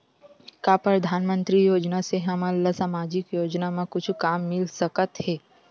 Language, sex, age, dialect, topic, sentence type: Chhattisgarhi, female, 51-55, Western/Budati/Khatahi, banking, question